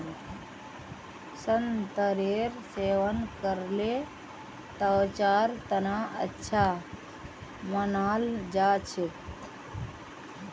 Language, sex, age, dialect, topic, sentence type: Magahi, female, 25-30, Northeastern/Surjapuri, agriculture, statement